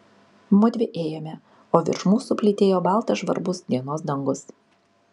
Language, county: Lithuanian, Kaunas